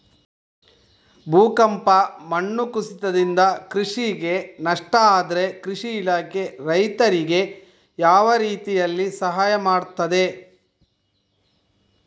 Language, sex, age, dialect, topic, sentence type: Kannada, male, 25-30, Coastal/Dakshin, agriculture, question